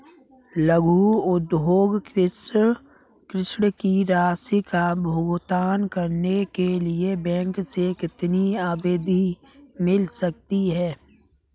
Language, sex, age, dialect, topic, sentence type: Hindi, male, 18-24, Kanauji Braj Bhasha, banking, question